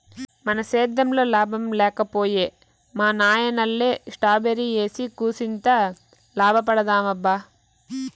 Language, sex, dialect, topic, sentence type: Telugu, female, Southern, agriculture, statement